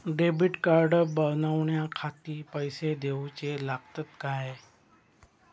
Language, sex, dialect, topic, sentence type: Marathi, male, Southern Konkan, banking, question